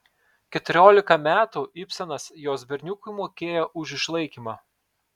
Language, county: Lithuanian, Telšiai